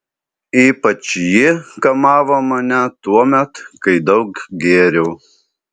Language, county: Lithuanian, Alytus